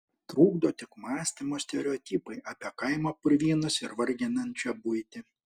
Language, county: Lithuanian, Panevėžys